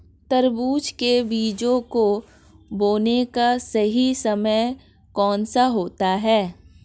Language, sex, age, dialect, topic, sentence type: Hindi, female, 25-30, Marwari Dhudhari, agriculture, statement